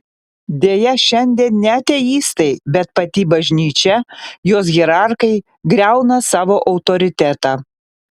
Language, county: Lithuanian, Panevėžys